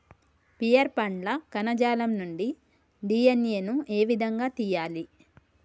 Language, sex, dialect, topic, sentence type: Telugu, female, Telangana, agriculture, question